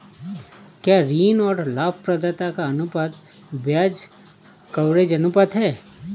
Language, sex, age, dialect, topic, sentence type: Hindi, male, 31-35, Awadhi Bundeli, banking, statement